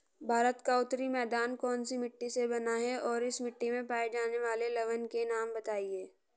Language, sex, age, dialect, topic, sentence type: Hindi, female, 46-50, Hindustani Malvi Khadi Boli, agriculture, question